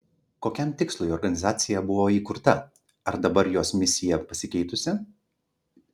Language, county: Lithuanian, Klaipėda